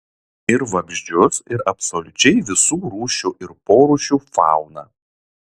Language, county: Lithuanian, Šiauliai